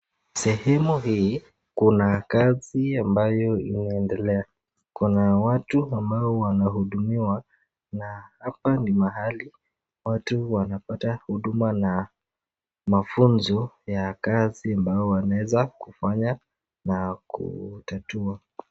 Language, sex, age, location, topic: Swahili, male, 18-24, Nakuru, government